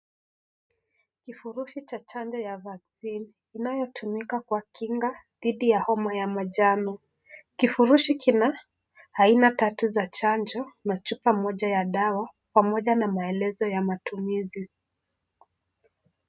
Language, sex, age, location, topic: Swahili, male, 25-35, Kisii, health